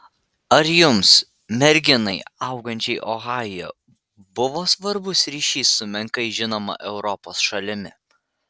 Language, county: Lithuanian, Vilnius